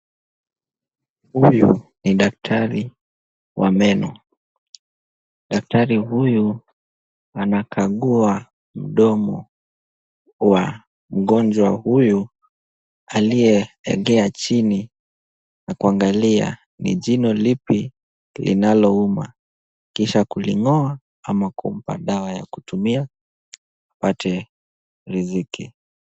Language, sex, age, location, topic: Swahili, male, 18-24, Kisumu, health